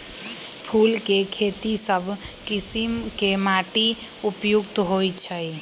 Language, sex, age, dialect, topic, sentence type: Magahi, female, 18-24, Western, agriculture, statement